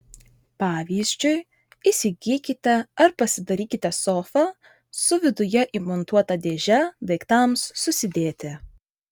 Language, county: Lithuanian, Vilnius